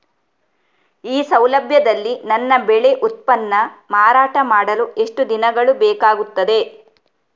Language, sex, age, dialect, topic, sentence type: Kannada, female, 36-40, Coastal/Dakshin, agriculture, question